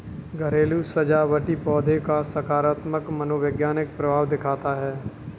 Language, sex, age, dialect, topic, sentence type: Hindi, male, 31-35, Kanauji Braj Bhasha, agriculture, statement